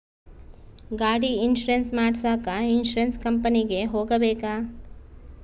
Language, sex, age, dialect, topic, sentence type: Kannada, female, 36-40, Central, banking, question